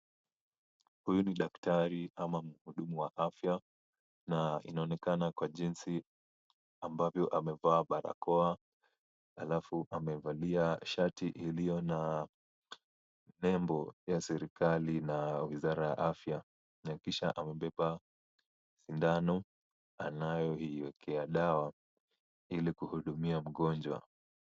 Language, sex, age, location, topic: Swahili, male, 18-24, Kisumu, health